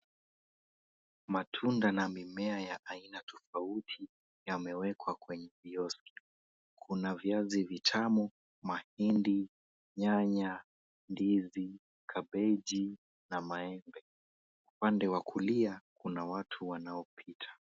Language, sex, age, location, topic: Swahili, male, 18-24, Mombasa, finance